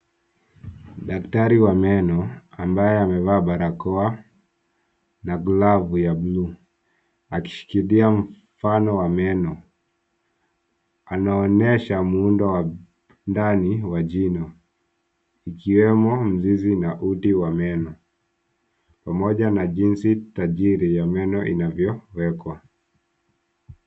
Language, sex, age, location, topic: Swahili, male, 18-24, Nairobi, health